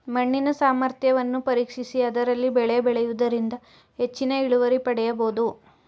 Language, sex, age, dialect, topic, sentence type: Kannada, male, 36-40, Mysore Kannada, agriculture, statement